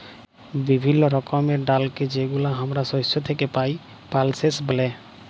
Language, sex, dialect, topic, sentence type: Bengali, male, Jharkhandi, agriculture, statement